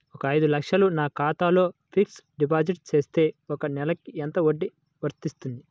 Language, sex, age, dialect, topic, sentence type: Telugu, male, 18-24, Central/Coastal, banking, question